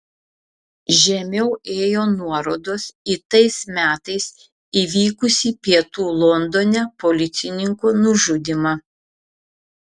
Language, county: Lithuanian, Šiauliai